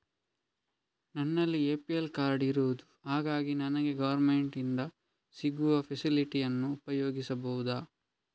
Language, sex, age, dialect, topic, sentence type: Kannada, male, 25-30, Coastal/Dakshin, banking, question